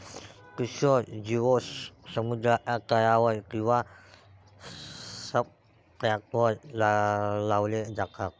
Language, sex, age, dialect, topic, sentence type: Marathi, male, 18-24, Varhadi, agriculture, statement